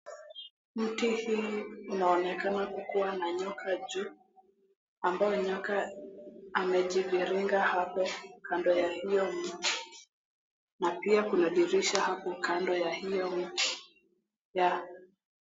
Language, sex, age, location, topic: Swahili, female, 18-24, Mombasa, agriculture